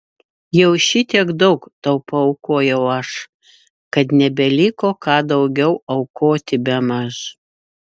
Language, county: Lithuanian, Šiauliai